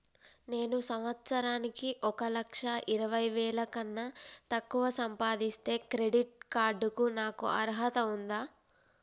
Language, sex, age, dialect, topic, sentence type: Telugu, female, 18-24, Telangana, banking, question